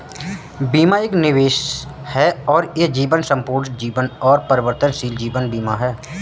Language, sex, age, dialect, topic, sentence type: Hindi, male, 31-35, Marwari Dhudhari, banking, statement